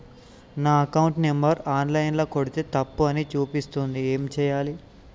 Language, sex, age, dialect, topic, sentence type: Telugu, male, 18-24, Telangana, banking, question